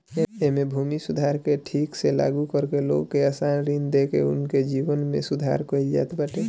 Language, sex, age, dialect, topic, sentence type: Bhojpuri, male, 18-24, Northern, agriculture, statement